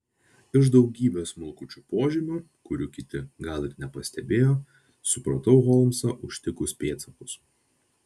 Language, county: Lithuanian, Vilnius